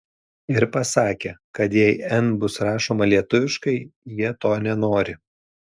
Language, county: Lithuanian, Telšiai